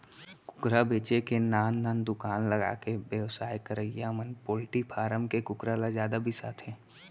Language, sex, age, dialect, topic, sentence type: Chhattisgarhi, male, 18-24, Central, agriculture, statement